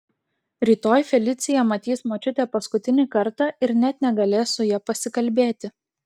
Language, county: Lithuanian, Klaipėda